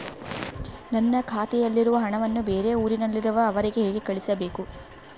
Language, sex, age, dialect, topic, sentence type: Kannada, female, 25-30, Central, banking, question